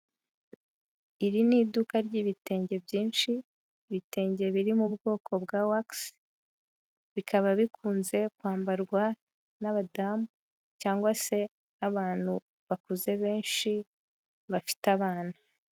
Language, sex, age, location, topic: Kinyarwanda, female, 18-24, Huye, finance